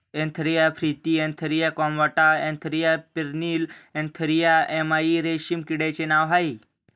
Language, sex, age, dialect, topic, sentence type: Marathi, male, 18-24, Standard Marathi, agriculture, statement